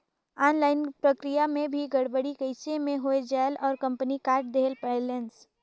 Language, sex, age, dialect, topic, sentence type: Chhattisgarhi, female, 18-24, Northern/Bhandar, banking, question